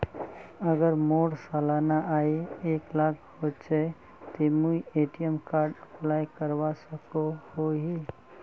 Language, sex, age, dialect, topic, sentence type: Magahi, male, 25-30, Northeastern/Surjapuri, banking, question